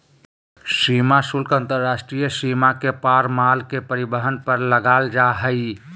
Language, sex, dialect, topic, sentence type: Magahi, male, Southern, banking, statement